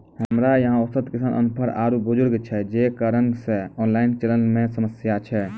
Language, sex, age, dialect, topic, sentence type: Maithili, male, 18-24, Angika, agriculture, question